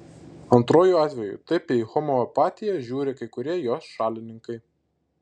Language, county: Lithuanian, Šiauliai